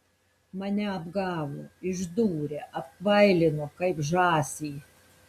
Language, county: Lithuanian, Telšiai